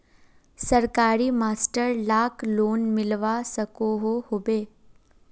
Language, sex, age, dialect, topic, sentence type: Magahi, female, 18-24, Northeastern/Surjapuri, banking, question